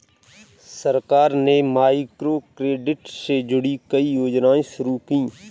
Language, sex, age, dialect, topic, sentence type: Hindi, male, 31-35, Kanauji Braj Bhasha, banking, statement